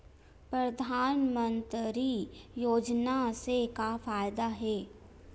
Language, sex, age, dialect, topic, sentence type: Chhattisgarhi, female, 25-30, Western/Budati/Khatahi, banking, question